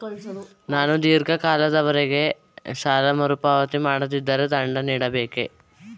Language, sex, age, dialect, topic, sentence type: Kannada, female, 18-24, Mysore Kannada, banking, question